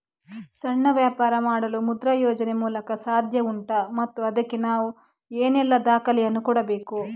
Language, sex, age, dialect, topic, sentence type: Kannada, female, 25-30, Coastal/Dakshin, banking, question